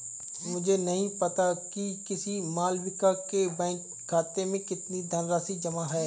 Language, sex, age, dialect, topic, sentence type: Hindi, male, 25-30, Marwari Dhudhari, banking, statement